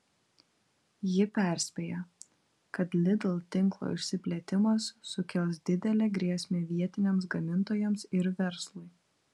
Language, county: Lithuanian, Vilnius